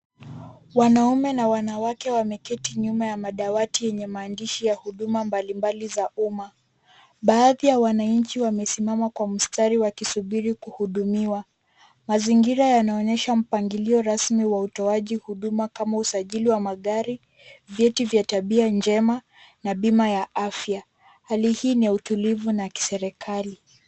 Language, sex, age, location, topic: Swahili, female, 18-24, Kisumu, government